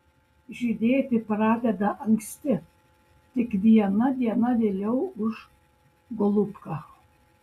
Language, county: Lithuanian, Šiauliai